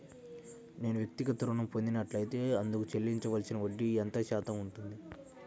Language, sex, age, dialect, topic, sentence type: Telugu, male, 60-100, Central/Coastal, banking, question